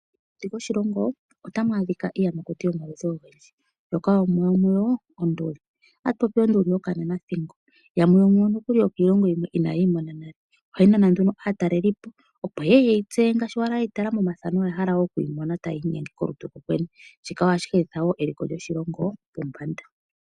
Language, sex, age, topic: Oshiwambo, female, 25-35, agriculture